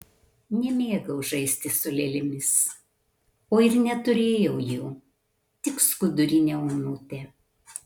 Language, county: Lithuanian, Kaunas